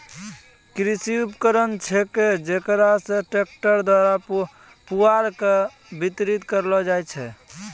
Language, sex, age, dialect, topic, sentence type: Maithili, male, 25-30, Angika, agriculture, statement